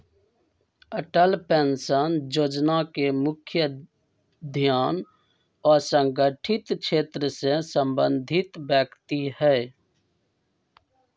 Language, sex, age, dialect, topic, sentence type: Magahi, male, 25-30, Western, banking, statement